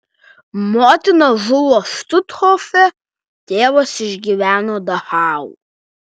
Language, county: Lithuanian, Alytus